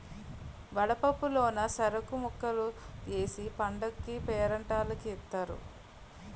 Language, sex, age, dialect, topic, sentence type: Telugu, female, 31-35, Utterandhra, agriculture, statement